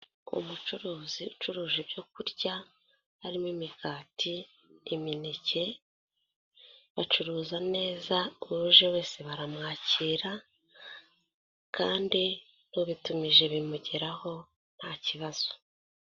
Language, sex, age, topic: Kinyarwanda, female, 25-35, finance